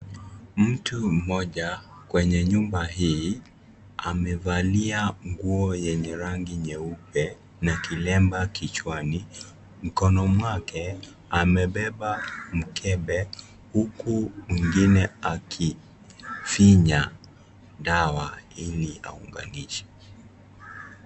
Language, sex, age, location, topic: Swahili, male, 18-24, Kisii, agriculture